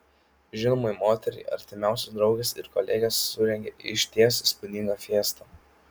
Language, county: Lithuanian, Kaunas